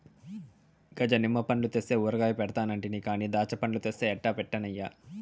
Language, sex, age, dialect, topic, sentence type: Telugu, male, 18-24, Southern, agriculture, statement